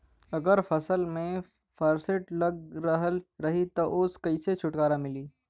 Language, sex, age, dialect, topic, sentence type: Bhojpuri, male, 18-24, Western, agriculture, question